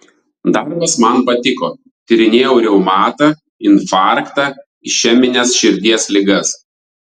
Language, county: Lithuanian, Vilnius